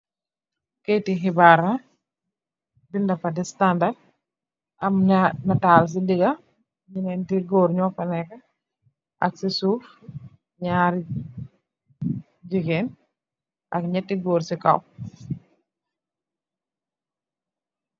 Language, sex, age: Wolof, female, 36-49